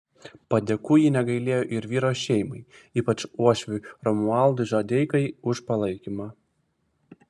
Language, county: Lithuanian, Vilnius